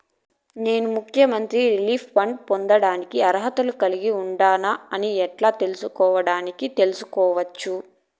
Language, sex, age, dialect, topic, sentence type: Telugu, female, 31-35, Southern, banking, question